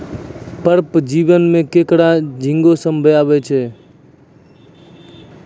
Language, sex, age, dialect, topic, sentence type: Maithili, male, 18-24, Angika, agriculture, statement